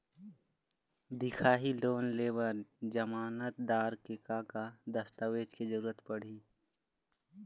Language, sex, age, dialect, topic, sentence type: Chhattisgarhi, male, 18-24, Eastern, banking, question